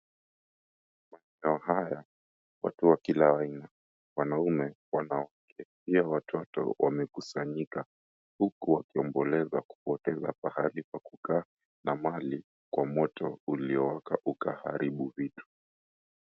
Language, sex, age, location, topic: Swahili, male, 18-24, Mombasa, health